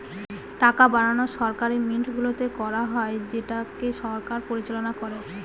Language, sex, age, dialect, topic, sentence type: Bengali, female, 25-30, Northern/Varendri, banking, statement